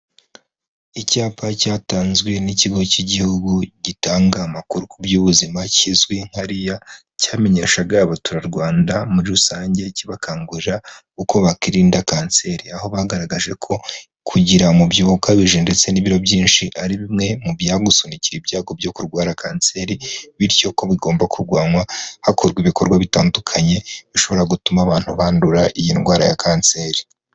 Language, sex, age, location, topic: Kinyarwanda, male, 25-35, Huye, health